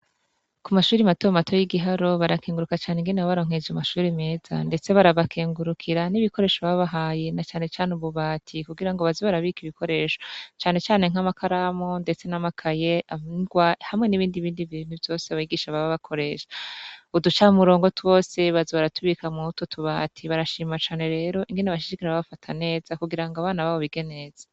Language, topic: Rundi, education